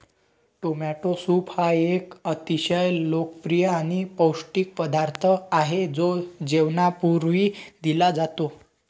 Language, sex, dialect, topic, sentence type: Marathi, male, Varhadi, agriculture, statement